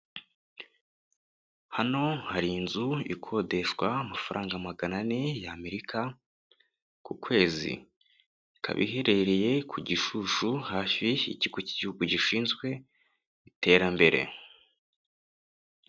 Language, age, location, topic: Kinyarwanda, 18-24, Kigali, finance